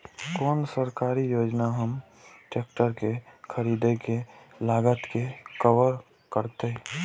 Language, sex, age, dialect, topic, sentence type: Maithili, male, 18-24, Eastern / Thethi, agriculture, question